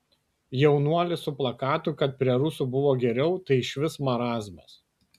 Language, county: Lithuanian, Kaunas